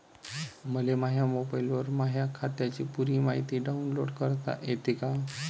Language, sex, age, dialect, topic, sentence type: Marathi, male, 31-35, Varhadi, banking, question